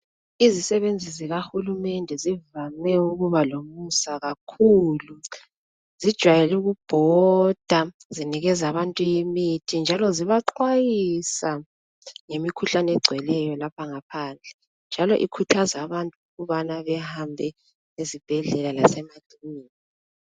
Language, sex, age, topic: North Ndebele, female, 25-35, health